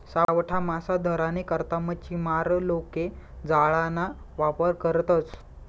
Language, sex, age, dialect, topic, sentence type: Marathi, male, 25-30, Northern Konkan, agriculture, statement